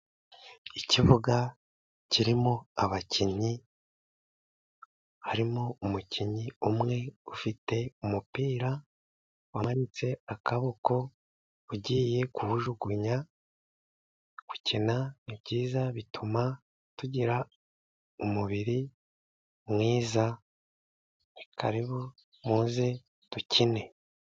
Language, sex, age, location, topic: Kinyarwanda, male, 36-49, Musanze, government